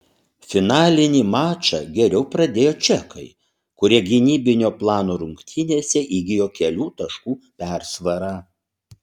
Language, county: Lithuanian, Utena